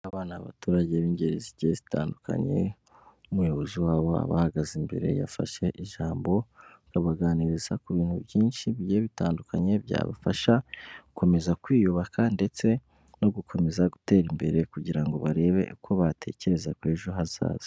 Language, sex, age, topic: Kinyarwanda, female, 18-24, government